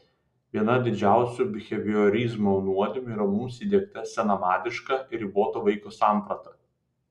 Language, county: Lithuanian, Vilnius